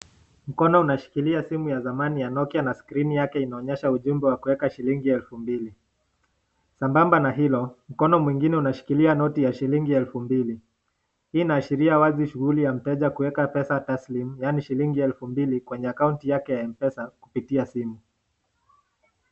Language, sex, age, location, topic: Swahili, male, 18-24, Nakuru, finance